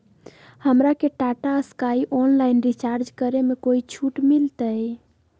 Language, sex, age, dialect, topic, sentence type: Magahi, female, 18-24, Southern, banking, question